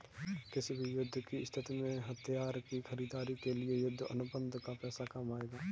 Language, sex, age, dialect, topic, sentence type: Hindi, male, 18-24, Kanauji Braj Bhasha, banking, statement